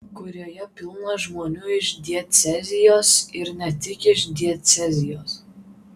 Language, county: Lithuanian, Vilnius